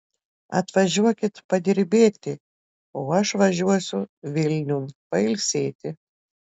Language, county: Lithuanian, Telšiai